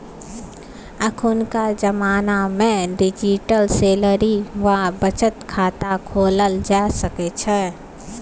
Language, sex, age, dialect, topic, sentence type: Maithili, female, 18-24, Bajjika, banking, statement